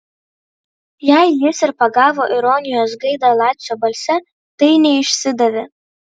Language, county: Lithuanian, Vilnius